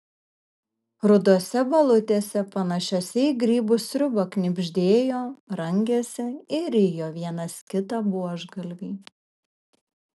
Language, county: Lithuanian, Kaunas